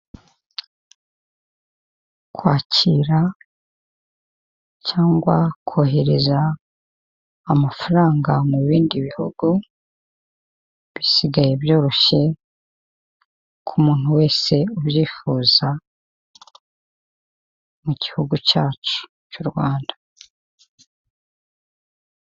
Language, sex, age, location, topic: Kinyarwanda, female, 50+, Kigali, finance